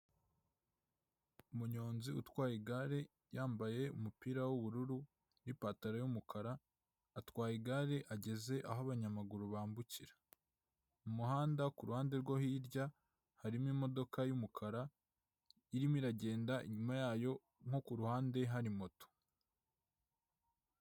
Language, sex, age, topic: Kinyarwanda, male, 18-24, government